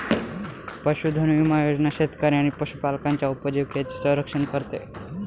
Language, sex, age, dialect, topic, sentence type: Marathi, male, 18-24, Northern Konkan, agriculture, statement